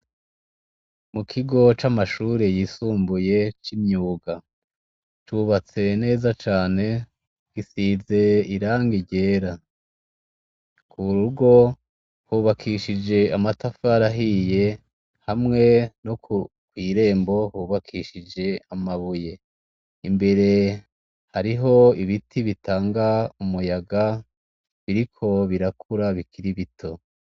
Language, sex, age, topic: Rundi, male, 36-49, education